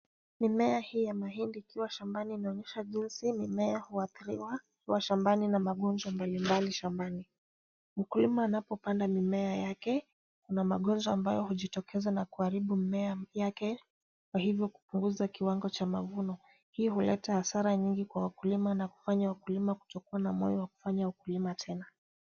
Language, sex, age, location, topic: Swahili, female, 25-35, Kisumu, agriculture